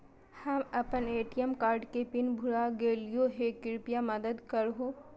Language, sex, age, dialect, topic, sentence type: Magahi, female, 18-24, Southern, banking, statement